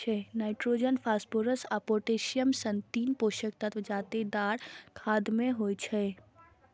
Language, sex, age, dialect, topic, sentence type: Maithili, female, 25-30, Eastern / Thethi, agriculture, statement